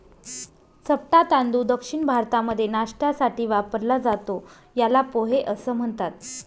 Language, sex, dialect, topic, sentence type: Marathi, female, Northern Konkan, agriculture, statement